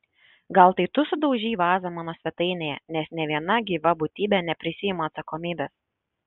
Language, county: Lithuanian, Šiauliai